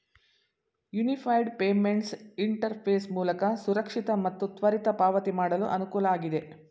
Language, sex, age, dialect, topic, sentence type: Kannada, female, 60-100, Mysore Kannada, banking, statement